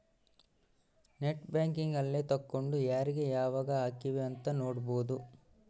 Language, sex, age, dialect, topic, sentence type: Kannada, male, 18-24, Central, banking, statement